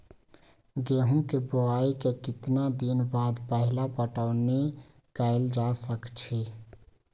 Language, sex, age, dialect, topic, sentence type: Magahi, male, 25-30, Western, agriculture, question